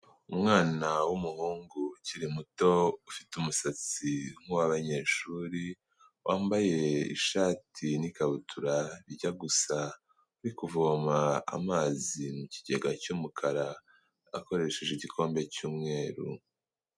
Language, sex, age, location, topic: Kinyarwanda, male, 18-24, Kigali, health